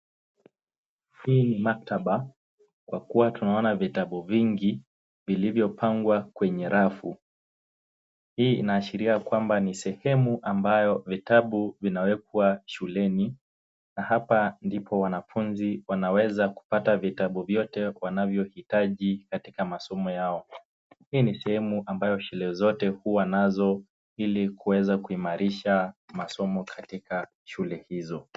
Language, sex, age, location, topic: Swahili, male, 18-24, Nakuru, education